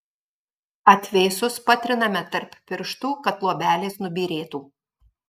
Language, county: Lithuanian, Marijampolė